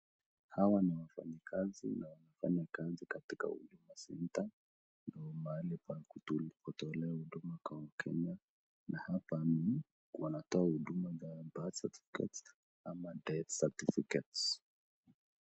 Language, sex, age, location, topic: Swahili, male, 36-49, Nakuru, government